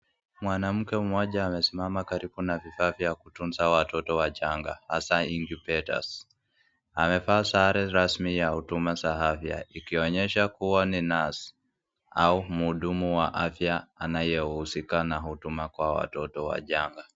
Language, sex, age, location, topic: Swahili, female, 18-24, Nakuru, health